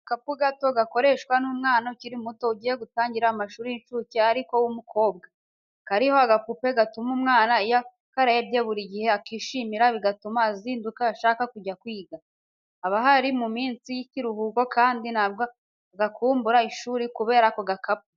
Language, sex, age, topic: Kinyarwanda, female, 18-24, education